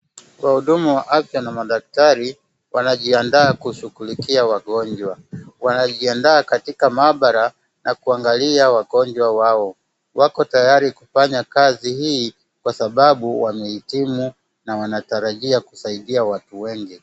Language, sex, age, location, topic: Swahili, male, 36-49, Wajir, health